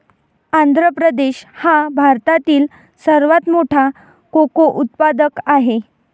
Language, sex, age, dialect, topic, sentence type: Marathi, female, 18-24, Varhadi, agriculture, statement